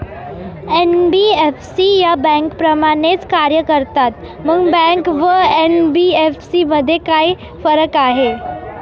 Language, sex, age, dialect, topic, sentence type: Marathi, female, 18-24, Standard Marathi, banking, question